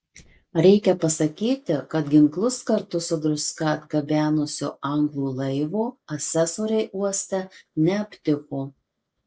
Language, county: Lithuanian, Marijampolė